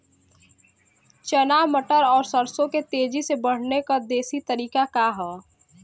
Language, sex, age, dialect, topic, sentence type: Bhojpuri, female, 18-24, Western, agriculture, question